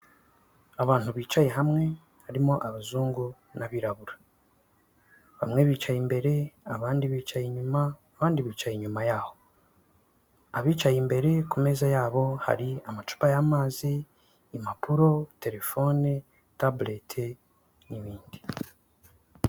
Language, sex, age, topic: Kinyarwanda, male, 25-35, government